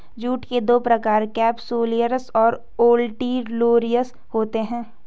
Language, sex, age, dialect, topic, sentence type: Hindi, female, 18-24, Hindustani Malvi Khadi Boli, agriculture, statement